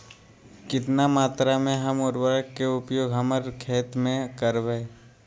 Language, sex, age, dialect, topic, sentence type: Magahi, male, 25-30, Western, agriculture, question